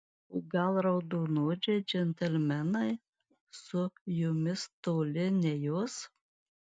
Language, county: Lithuanian, Marijampolė